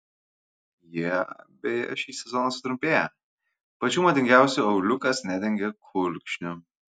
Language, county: Lithuanian, Kaunas